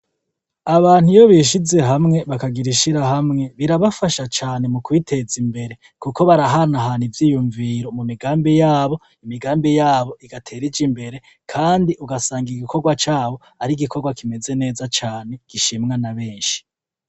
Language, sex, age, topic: Rundi, male, 36-49, agriculture